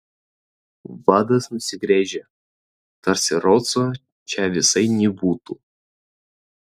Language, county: Lithuanian, Vilnius